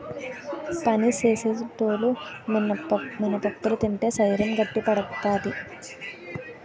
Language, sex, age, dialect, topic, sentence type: Telugu, female, 18-24, Utterandhra, agriculture, statement